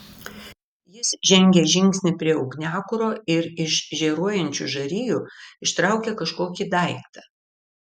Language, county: Lithuanian, Vilnius